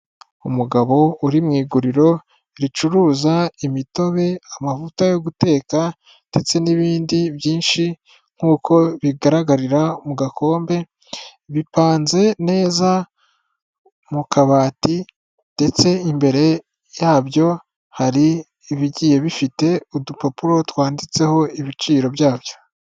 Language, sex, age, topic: Kinyarwanda, female, 36-49, finance